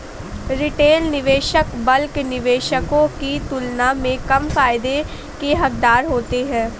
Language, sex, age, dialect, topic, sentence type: Hindi, female, 18-24, Awadhi Bundeli, banking, statement